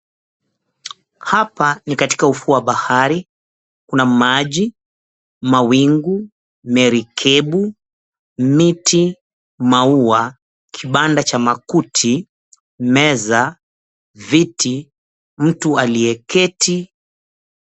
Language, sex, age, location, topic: Swahili, male, 36-49, Mombasa, government